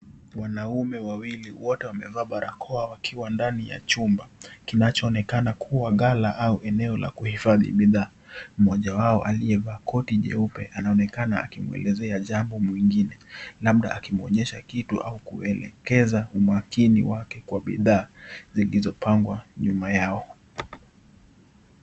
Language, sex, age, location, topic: Swahili, male, 18-24, Kisii, health